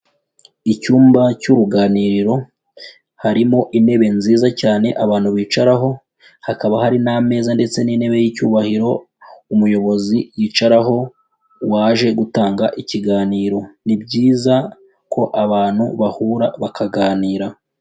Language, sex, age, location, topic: Kinyarwanda, male, 18-24, Huye, education